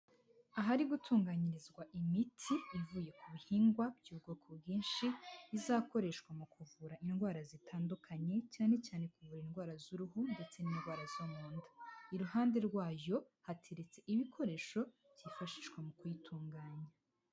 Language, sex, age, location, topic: Kinyarwanda, female, 25-35, Huye, health